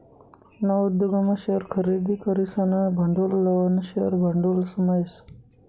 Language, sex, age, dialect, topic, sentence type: Marathi, male, 56-60, Northern Konkan, banking, statement